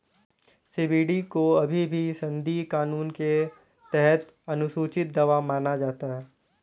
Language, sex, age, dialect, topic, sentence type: Hindi, male, 18-24, Kanauji Braj Bhasha, agriculture, statement